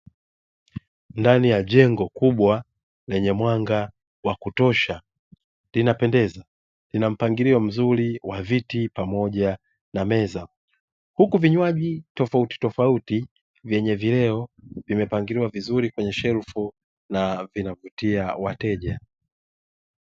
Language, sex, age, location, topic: Swahili, male, 18-24, Dar es Salaam, finance